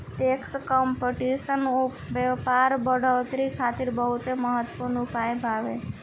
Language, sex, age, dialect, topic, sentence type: Bhojpuri, female, 18-24, Southern / Standard, banking, statement